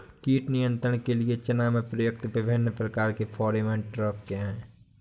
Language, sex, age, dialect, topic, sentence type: Hindi, male, 25-30, Awadhi Bundeli, agriculture, question